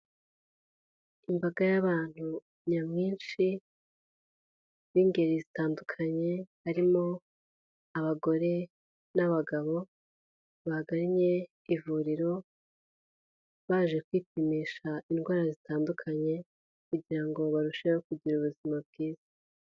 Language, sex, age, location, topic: Kinyarwanda, female, 18-24, Huye, health